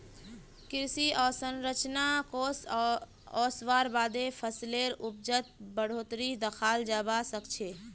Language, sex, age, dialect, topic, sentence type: Magahi, female, 18-24, Northeastern/Surjapuri, agriculture, statement